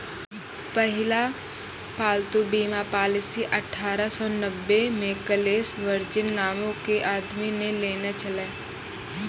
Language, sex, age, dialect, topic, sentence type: Maithili, female, 18-24, Angika, banking, statement